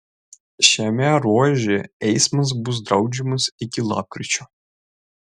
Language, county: Lithuanian, Vilnius